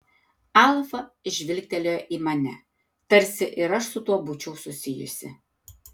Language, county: Lithuanian, Tauragė